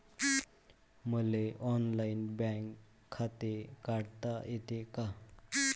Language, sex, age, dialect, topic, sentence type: Marathi, male, 25-30, Varhadi, banking, question